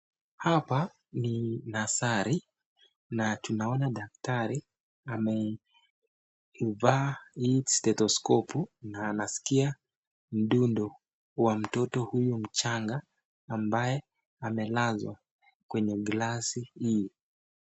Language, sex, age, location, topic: Swahili, male, 25-35, Nakuru, health